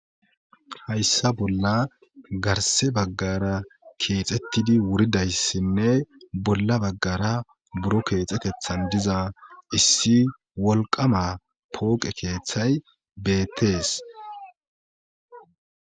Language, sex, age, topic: Gamo, male, 18-24, government